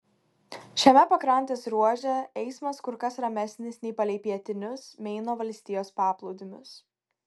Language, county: Lithuanian, Kaunas